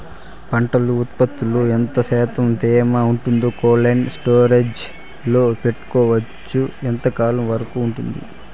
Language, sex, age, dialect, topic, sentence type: Telugu, male, 18-24, Southern, agriculture, question